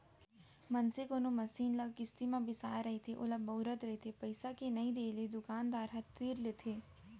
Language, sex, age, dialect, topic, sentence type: Chhattisgarhi, female, 18-24, Central, banking, statement